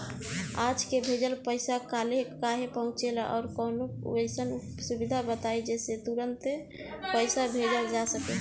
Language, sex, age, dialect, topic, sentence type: Bhojpuri, female, 18-24, Southern / Standard, banking, question